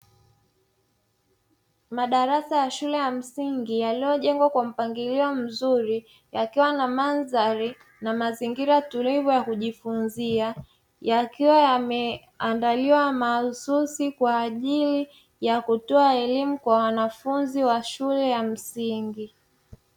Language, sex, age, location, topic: Swahili, female, 25-35, Dar es Salaam, education